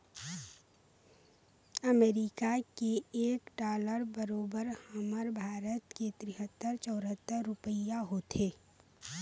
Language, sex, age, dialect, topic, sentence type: Chhattisgarhi, female, 25-30, Eastern, banking, statement